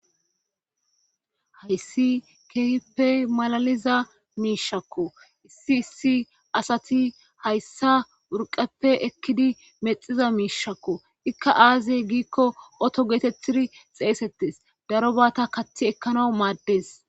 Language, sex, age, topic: Gamo, female, 25-35, government